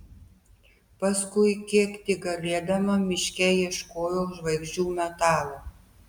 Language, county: Lithuanian, Telšiai